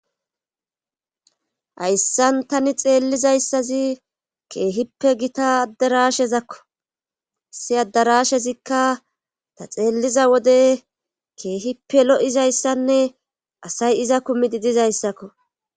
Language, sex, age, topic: Gamo, female, 25-35, government